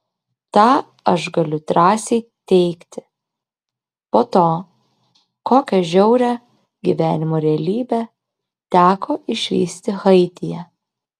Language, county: Lithuanian, Klaipėda